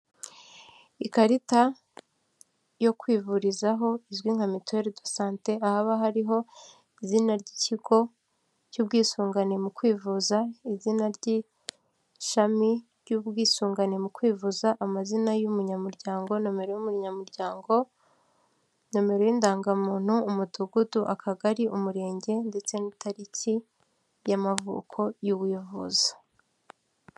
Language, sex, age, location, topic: Kinyarwanda, female, 18-24, Kigali, finance